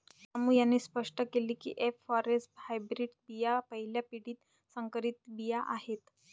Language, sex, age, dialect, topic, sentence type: Marathi, female, 25-30, Varhadi, agriculture, statement